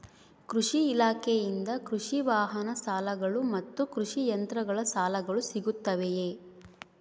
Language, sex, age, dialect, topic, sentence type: Kannada, female, 18-24, Central, agriculture, question